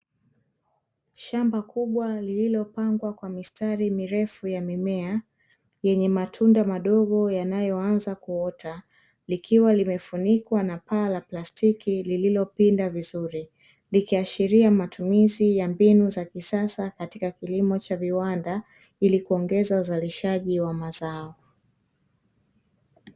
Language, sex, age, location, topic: Swahili, female, 25-35, Dar es Salaam, agriculture